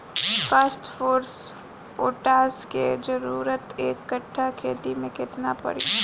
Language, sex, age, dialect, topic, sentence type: Bhojpuri, female, 18-24, Southern / Standard, agriculture, question